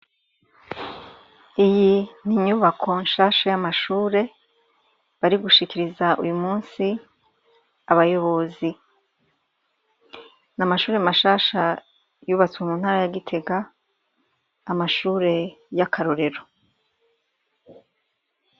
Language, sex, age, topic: Rundi, female, 36-49, education